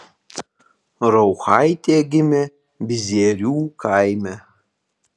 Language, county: Lithuanian, Panevėžys